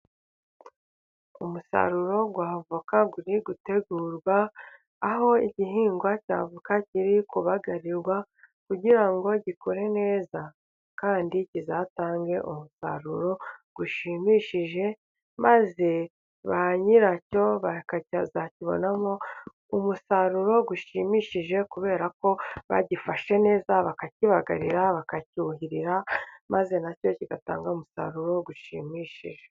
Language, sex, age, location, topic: Kinyarwanda, male, 36-49, Burera, agriculture